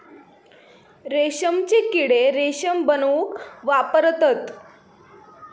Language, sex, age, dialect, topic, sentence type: Marathi, female, 18-24, Southern Konkan, agriculture, statement